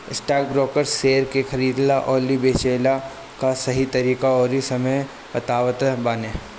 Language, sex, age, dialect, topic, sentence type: Bhojpuri, male, 25-30, Northern, banking, statement